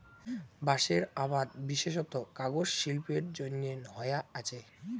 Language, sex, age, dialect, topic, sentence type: Bengali, male, <18, Rajbangshi, agriculture, statement